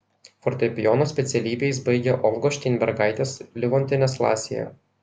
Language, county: Lithuanian, Kaunas